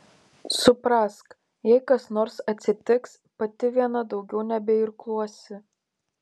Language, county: Lithuanian, Panevėžys